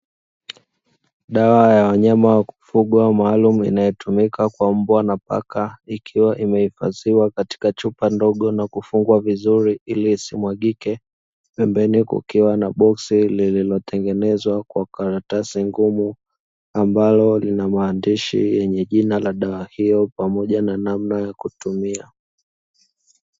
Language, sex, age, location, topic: Swahili, male, 25-35, Dar es Salaam, agriculture